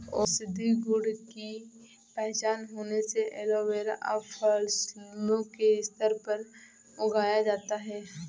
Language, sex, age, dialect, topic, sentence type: Hindi, female, 18-24, Awadhi Bundeli, agriculture, statement